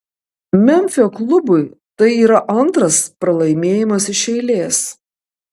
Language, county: Lithuanian, Kaunas